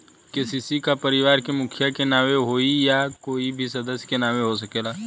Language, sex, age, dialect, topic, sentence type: Bhojpuri, male, 18-24, Western, agriculture, question